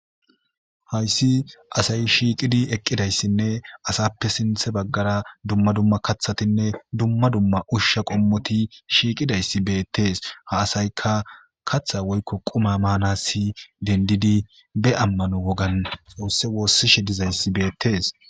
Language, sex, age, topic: Gamo, male, 25-35, government